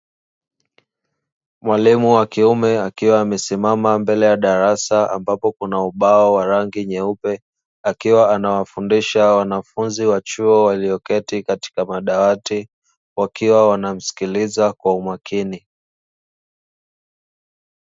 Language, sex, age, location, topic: Swahili, male, 25-35, Dar es Salaam, education